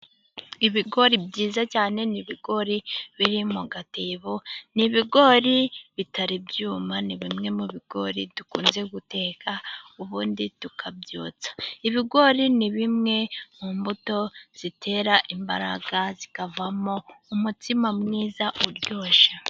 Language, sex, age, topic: Kinyarwanda, female, 18-24, agriculture